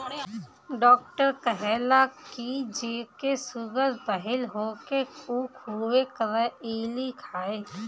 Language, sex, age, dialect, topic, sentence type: Bhojpuri, female, 18-24, Northern, agriculture, statement